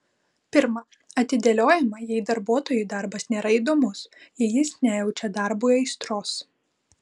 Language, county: Lithuanian, Vilnius